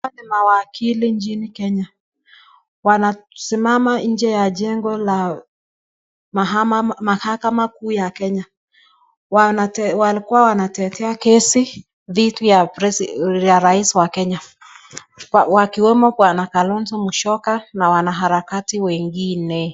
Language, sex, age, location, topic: Swahili, female, 25-35, Nakuru, government